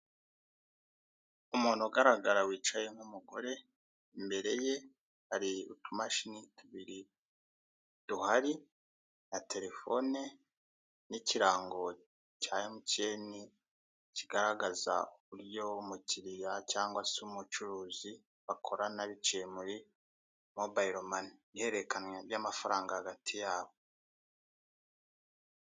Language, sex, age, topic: Kinyarwanda, male, 36-49, finance